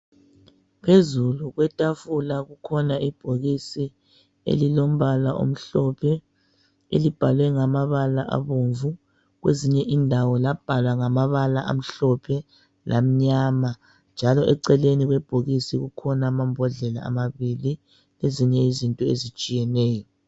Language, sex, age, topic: North Ndebele, female, 36-49, health